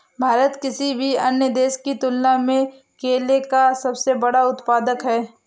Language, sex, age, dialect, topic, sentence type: Hindi, female, 18-24, Awadhi Bundeli, agriculture, statement